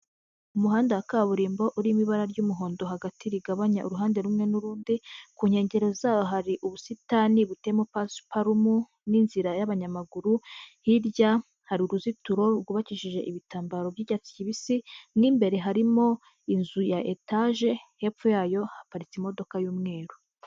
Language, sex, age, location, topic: Kinyarwanda, female, 25-35, Huye, government